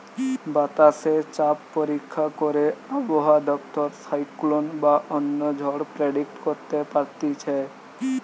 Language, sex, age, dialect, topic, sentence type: Bengali, male, 18-24, Western, agriculture, statement